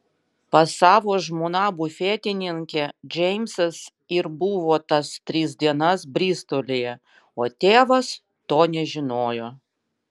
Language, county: Lithuanian, Vilnius